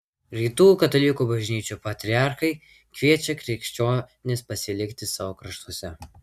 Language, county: Lithuanian, Vilnius